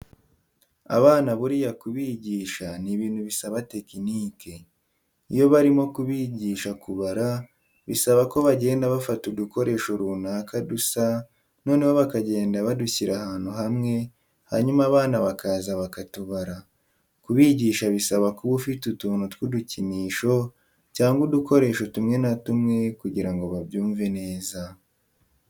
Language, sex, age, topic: Kinyarwanda, male, 18-24, education